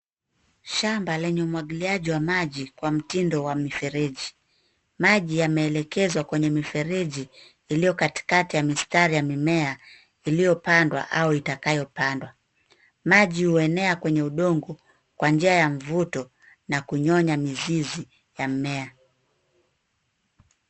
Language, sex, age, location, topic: Swahili, female, 18-24, Nairobi, agriculture